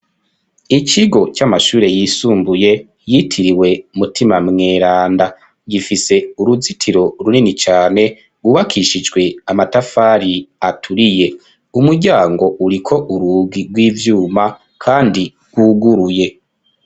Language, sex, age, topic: Rundi, male, 25-35, education